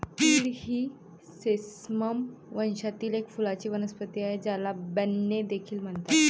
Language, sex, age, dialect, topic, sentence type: Marathi, male, 25-30, Varhadi, agriculture, statement